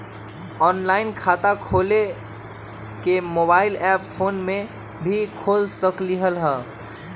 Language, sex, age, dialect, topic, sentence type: Magahi, male, 18-24, Western, banking, question